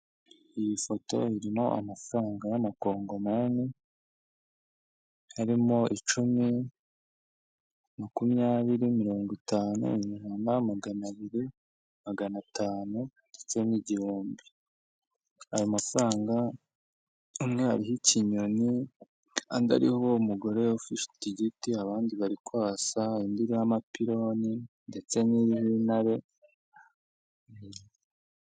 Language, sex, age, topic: Kinyarwanda, male, 25-35, finance